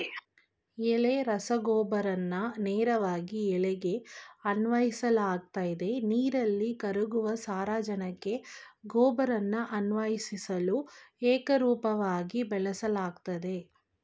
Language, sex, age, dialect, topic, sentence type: Kannada, female, 25-30, Mysore Kannada, agriculture, statement